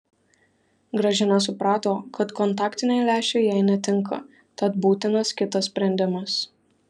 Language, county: Lithuanian, Marijampolė